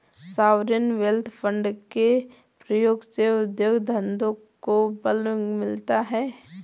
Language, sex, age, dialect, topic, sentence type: Hindi, female, 60-100, Awadhi Bundeli, banking, statement